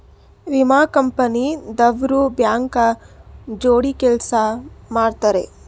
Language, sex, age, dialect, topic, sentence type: Kannada, female, 18-24, Northeastern, banking, question